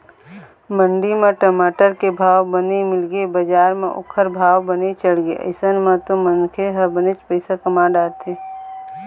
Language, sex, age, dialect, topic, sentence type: Chhattisgarhi, female, 25-30, Eastern, banking, statement